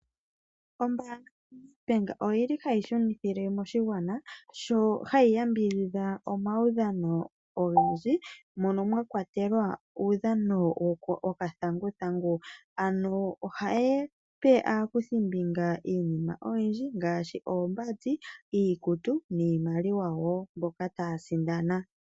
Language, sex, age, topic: Oshiwambo, female, 36-49, finance